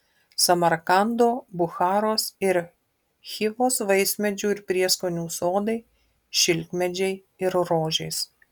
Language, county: Lithuanian, Marijampolė